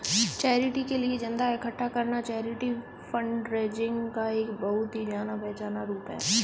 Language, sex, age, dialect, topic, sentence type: Hindi, female, 18-24, Marwari Dhudhari, banking, statement